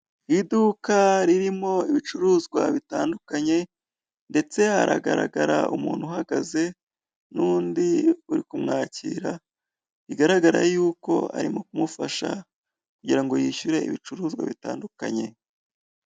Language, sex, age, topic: Kinyarwanda, female, 25-35, finance